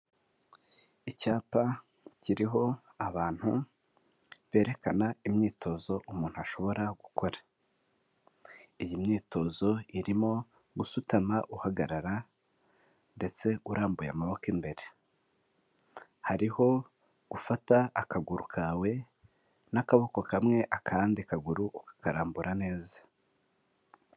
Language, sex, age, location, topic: Kinyarwanda, male, 18-24, Huye, health